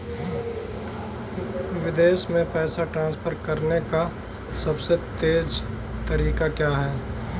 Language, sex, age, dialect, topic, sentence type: Hindi, male, 25-30, Marwari Dhudhari, banking, question